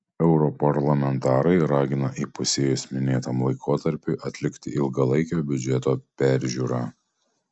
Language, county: Lithuanian, Panevėžys